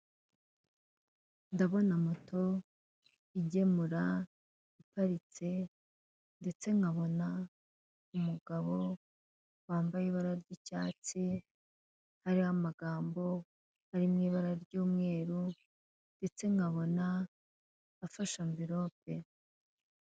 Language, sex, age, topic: Kinyarwanda, female, 25-35, finance